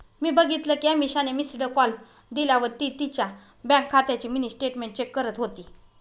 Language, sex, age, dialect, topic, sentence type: Marathi, female, 25-30, Northern Konkan, banking, statement